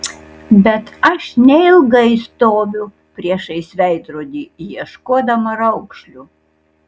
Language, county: Lithuanian, Kaunas